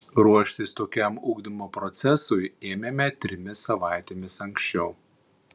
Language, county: Lithuanian, Panevėžys